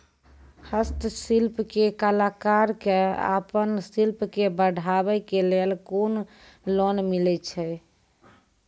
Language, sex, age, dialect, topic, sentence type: Maithili, female, 18-24, Angika, banking, question